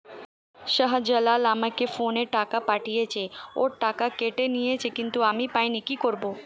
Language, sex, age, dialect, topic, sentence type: Bengali, female, 18-24, Standard Colloquial, banking, question